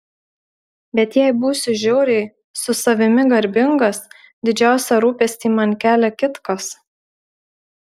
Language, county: Lithuanian, Marijampolė